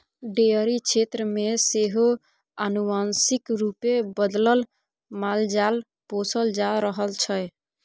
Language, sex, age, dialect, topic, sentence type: Maithili, female, 41-45, Bajjika, agriculture, statement